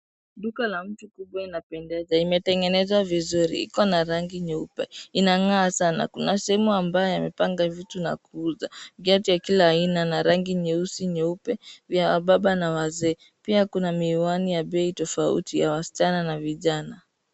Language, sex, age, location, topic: Swahili, female, 18-24, Nairobi, finance